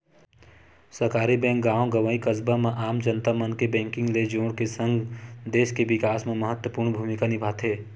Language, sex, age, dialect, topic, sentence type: Chhattisgarhi, male, 25-30, Western/Budati/Khatahi, banking, statement